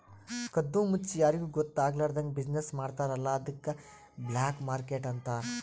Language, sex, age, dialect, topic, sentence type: Kannada, male, 31-35, Northeastern, banking, statement